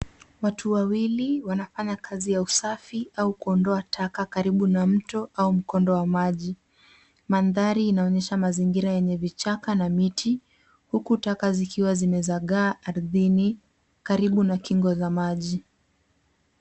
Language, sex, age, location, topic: Swahili, female, 18-24, Nairobi, government